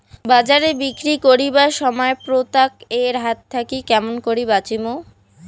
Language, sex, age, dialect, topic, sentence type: Bengali, female, 18-24, Rajbangshi, agriculture, question